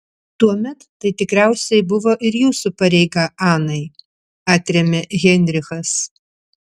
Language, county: Lithuanian, Vilnius